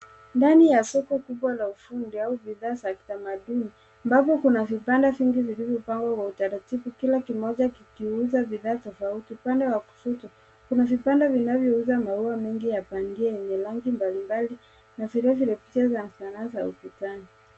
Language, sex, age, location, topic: Swahili, male, 18-24, Nairobi, finance